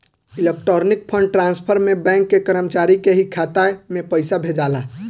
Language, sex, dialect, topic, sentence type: Bhojpuri, male, Southern / Standard, banking, statement